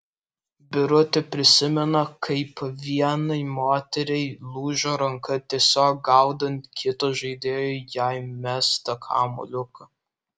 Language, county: Lithuanian, Alytus